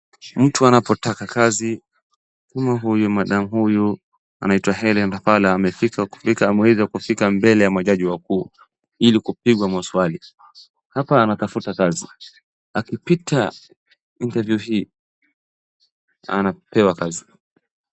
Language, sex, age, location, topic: Swahili, male, 18-24, Wajir, government